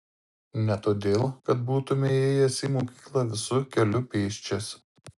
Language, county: Lithuanian, Marijampolė